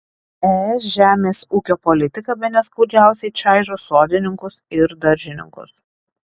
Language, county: Lithuanian, Alytus